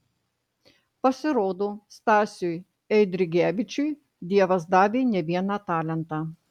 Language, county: Lithuanian, Marijampolė